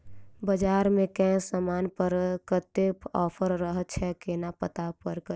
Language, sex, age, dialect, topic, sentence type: Maithili, female, 18-24, Southern/Standard, agriculture, question